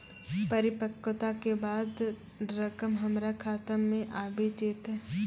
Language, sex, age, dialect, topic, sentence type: Maithili, female, 18-24, Angika, banking, question